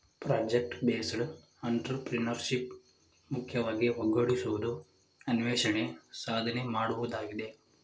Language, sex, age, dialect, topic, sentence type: Kannada, male, 18-24, Mysore Kannada, banking, statement